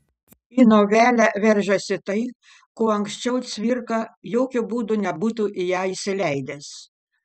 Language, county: Lithuanian, Panevėžys